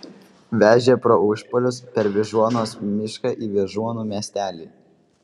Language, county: Lithuanian, Vilnius